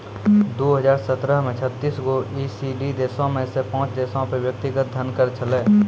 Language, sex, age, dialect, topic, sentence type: Maithili, male, 25-30, Angika, banking, statement